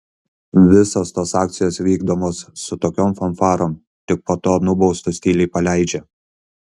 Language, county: Lithuanian, Kaunas